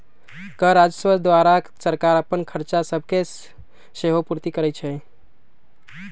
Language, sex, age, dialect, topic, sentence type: Magahi, male, 18-24, Western, banking, statement